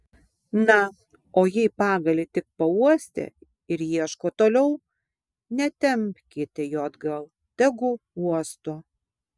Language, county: Lithuanian, Vilnius